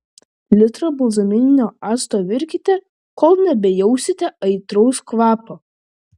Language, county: Lithuanian, Klaipėda